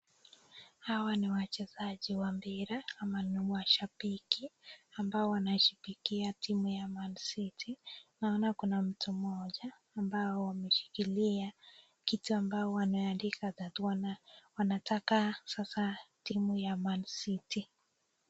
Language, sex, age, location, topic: Swahili, female, 18-24, Nakuru, government